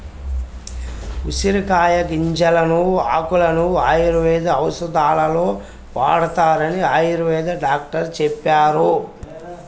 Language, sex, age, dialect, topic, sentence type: Telugu, female, 18-24, Central/Coastal, agriculture, statement